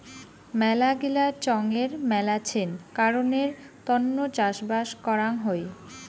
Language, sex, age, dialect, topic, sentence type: Bengali, female, 25-30, Rajbangshi, agriculture, statement